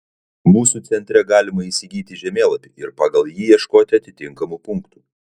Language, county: Lithuanian, Kaunas